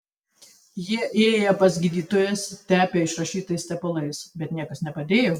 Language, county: Lithuanian, Tauragė